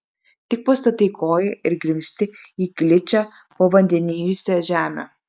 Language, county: Lithuanian, Klaipėda